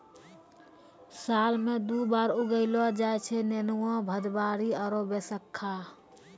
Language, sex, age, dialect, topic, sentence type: Maithili, female, 25-30, Angika, agriculture, statement